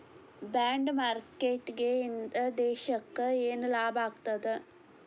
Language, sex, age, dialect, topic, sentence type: Kannada, female, 18-24, Dharwad Kannada, banking, statement